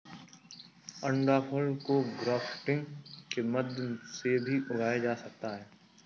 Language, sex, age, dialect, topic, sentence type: Hindi, male, 18-24, Kanauji Braj Bhasha, agriculture, statement